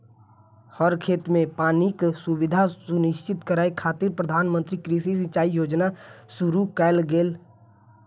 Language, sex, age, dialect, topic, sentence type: Maithili, male, 25-30, Eastern / Thethi, agriculture, statement